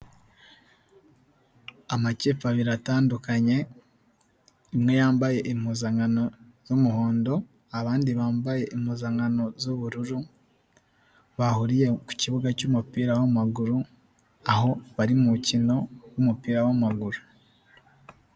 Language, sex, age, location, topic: Kinyarwanda, male, 18-24, Nyagatare, government